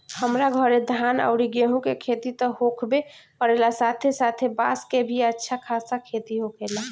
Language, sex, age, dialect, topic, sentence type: Bhojpuri, female, 18-24, Southern / Standard, agriculture, statement